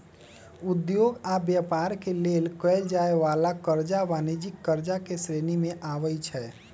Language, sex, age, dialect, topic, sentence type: Magahi, male, 18-24, Western, banking, statement